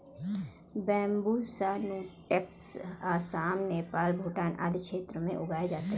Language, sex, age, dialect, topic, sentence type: Hindi, female, 36-40, Kanauji Braj Bhasha, agriculture, statement